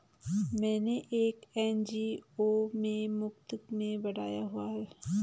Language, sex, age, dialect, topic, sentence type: Hindi, female, 25-30, Garhwali, banking, statement